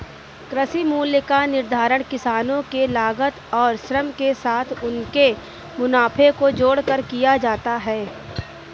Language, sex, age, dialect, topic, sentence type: Hindi, female, 60-100, Kanauji Braj Bhasha, agriculture, statement